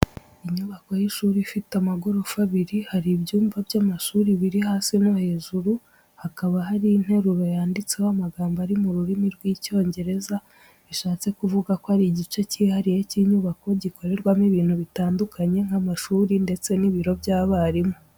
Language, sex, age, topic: Kinyarwanda, female, 18-24, education